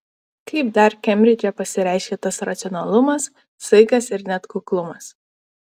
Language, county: Lithuanian, Vilnius